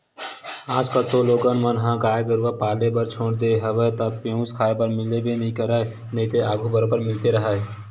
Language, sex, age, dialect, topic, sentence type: Chhattisgarhi, male, 18-24, Western/Budati/Khatahi, agriculture, statement